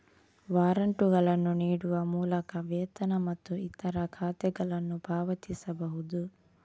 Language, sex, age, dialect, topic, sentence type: Kannada, female, 18-24, Coastal/Dakshin, banking, statement